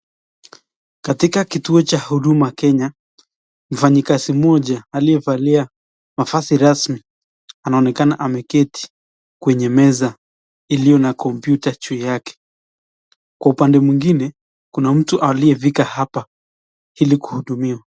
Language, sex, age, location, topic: Swahili, male, 25-35, Nakuru, government